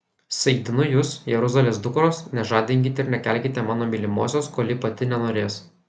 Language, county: Lithuanian, Kaunas